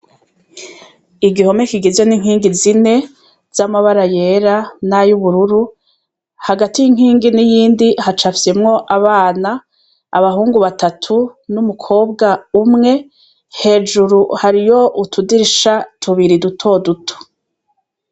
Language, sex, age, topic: Rundi, female, 36-49, education